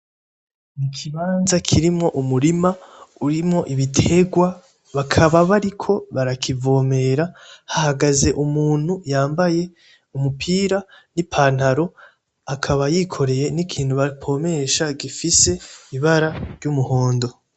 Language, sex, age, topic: Rundi, male, 18-24, agriculture